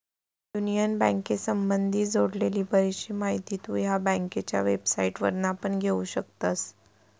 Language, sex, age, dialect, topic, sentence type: Marathi, female, 18-24, Southern Konkan, banking, statement